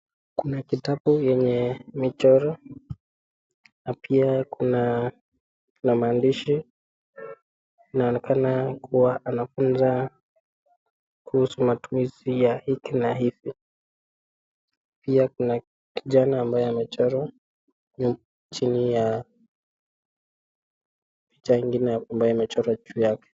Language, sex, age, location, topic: Swahili, male, 18-24, Nakuru, education